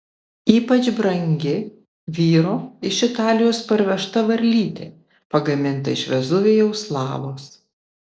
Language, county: Lithuanian, Vilnius